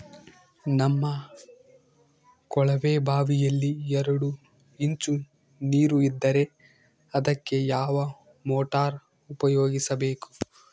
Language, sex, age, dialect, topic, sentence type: Kannada, male, 18-24, Central, agriculture, question